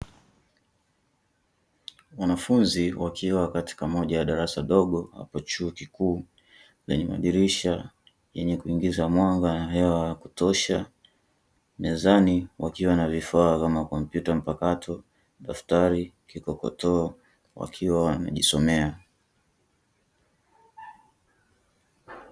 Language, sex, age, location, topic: Swahili, male, 18-24, Dar es Salaam, education